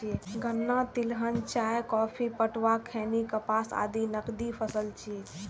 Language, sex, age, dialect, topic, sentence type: Maithili, female, 46-50, Eastern / Thethi, agriculture, statement